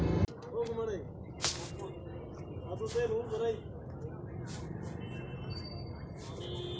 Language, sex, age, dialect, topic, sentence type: Hindi, female, 25-30, Marwari Dhudhari, banking, question